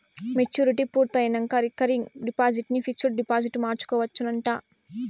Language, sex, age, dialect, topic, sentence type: Telugu, female, 18-24, Southern, banking, statement